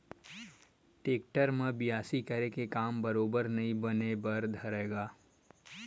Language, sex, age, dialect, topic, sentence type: Chhattisgarhi, male, 18-24, Western/Budati/Khatahi, agriculture, statement